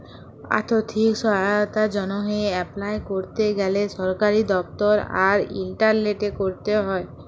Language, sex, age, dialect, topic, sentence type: Bengali, female, 25-30, Jharkhandi, agriculture, statement